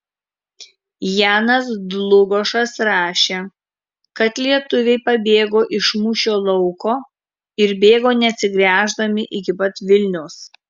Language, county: Lithuanian, Kaunas